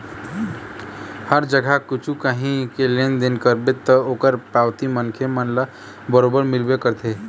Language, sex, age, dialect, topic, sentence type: Chhattisgarhi, male, 18-24, Eastern, banking, statement